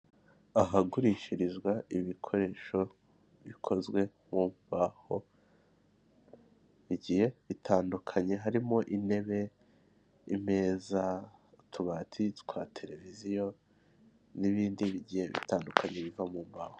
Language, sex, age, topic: Kinyarwanda, male, 18-24, finance